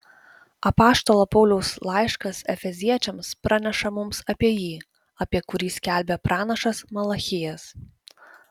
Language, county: Lithuanian, Vilnius